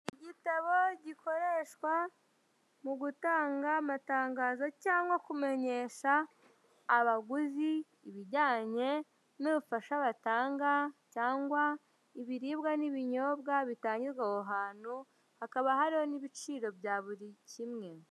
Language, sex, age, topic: Kinyarwanda, male, 25-35, finance